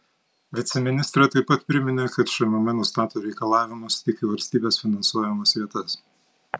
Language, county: Lithuanian, Panevėžys